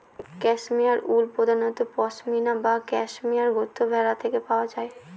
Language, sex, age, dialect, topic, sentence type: Bengali, female, 31-35, Northern/Varendri, agriculture, statement